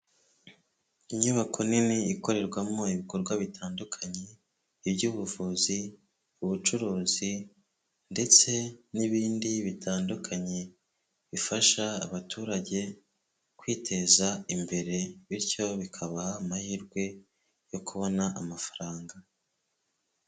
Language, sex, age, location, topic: Kinyarwanda, male, 25-35, Kigali, health